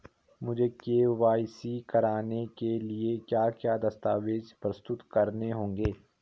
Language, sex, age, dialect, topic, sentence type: Hindi, male, 18-24, Garhwali, banking, question